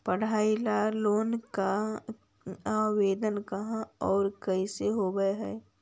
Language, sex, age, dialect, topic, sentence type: Magahi, female, 60-100, Central/Standard, banking, question